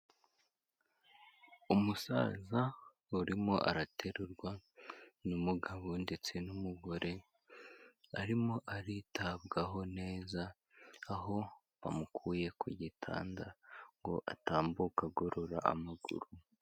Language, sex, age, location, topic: Kinyarwanda, female, 25-35, Kigali, health